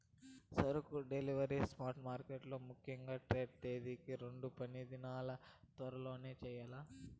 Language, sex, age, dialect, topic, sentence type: Telugu, male, 18-24, Southern, banking, statement